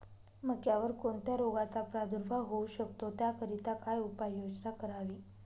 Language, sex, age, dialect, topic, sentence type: Marathi, male, 31-35, Northern Konkan, agriculture, question